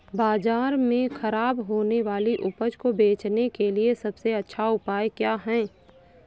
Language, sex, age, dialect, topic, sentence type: Hindi, female, 25-30, Awadhi Bundeli, agriculture, statement